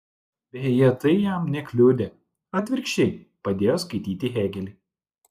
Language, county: Lithuanian, Klaipėda